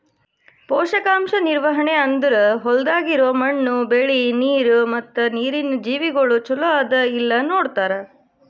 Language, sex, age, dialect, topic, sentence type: Kannada, female, 31-35, Northeastern, agriculture, statement